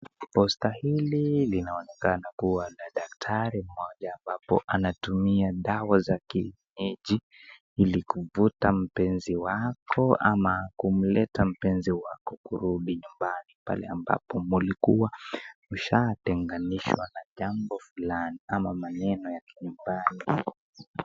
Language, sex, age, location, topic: Swahili, female, 36-49, Nakuru, health